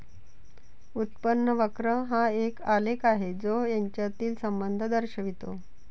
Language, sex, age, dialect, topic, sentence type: Marathi, female, 41-45, Varhadi, banking, statement